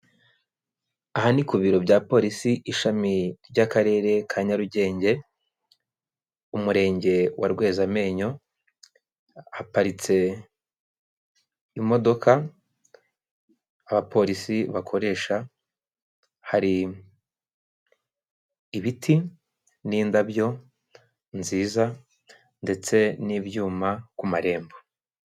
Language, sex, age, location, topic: Kinyarwanda, male, 25-35, Kigali, government